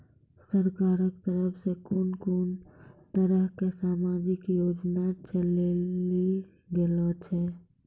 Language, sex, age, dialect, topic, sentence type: Maithili, female, 18-24, Angika, banking, question